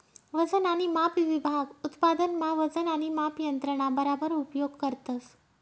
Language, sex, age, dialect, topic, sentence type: Marathi, female, 31-35, Northern Konkan, agriculture, statement